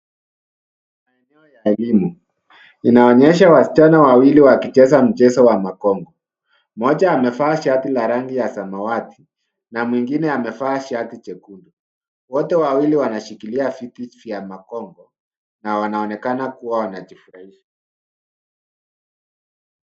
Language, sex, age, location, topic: Swahili, male, 50+, Nairobi, education